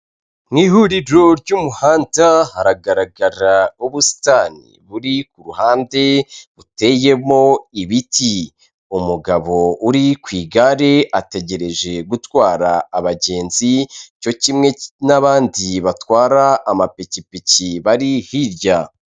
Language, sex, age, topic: Kinyarwanda, male, 25-35, government